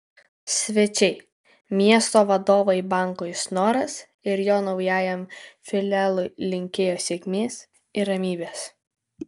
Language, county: Lithuanian, Kaunas